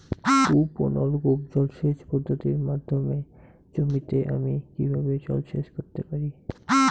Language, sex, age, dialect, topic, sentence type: Bengali, male, 18-24, Rajbangshi, agriculture, question